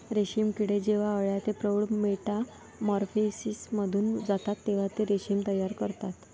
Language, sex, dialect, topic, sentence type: Marathi, female, Varhadi, agriculture, statement